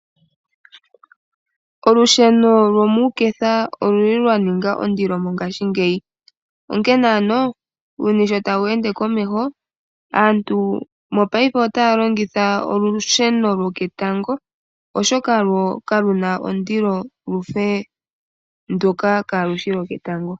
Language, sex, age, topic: Oshiwambo, female, 18-24, finance